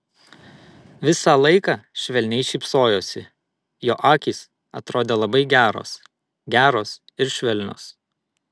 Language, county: Lithuanian, Vilnius